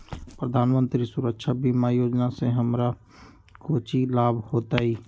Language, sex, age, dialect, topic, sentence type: Magahi, male, 18-24, Western, banking, statement